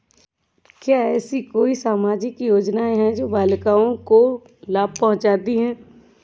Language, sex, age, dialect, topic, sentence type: Hindi, female, 31-35, Awadhi Bundeli, banking, statement